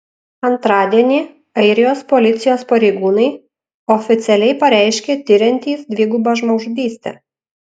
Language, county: Lithuanian, Panevėžys